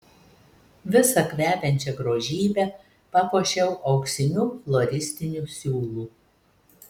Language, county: Lithuanian, Telšiai